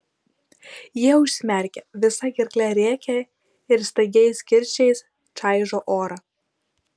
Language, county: Lithuanian, Vilnius